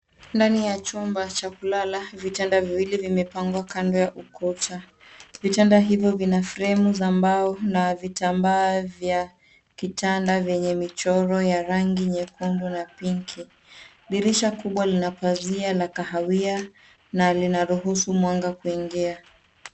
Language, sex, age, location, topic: Swahili, female, 25-35, Nairobi, education